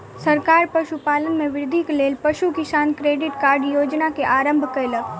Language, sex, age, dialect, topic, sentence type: Maithili, male, 25-30, Southern/Standard, agriculture, statement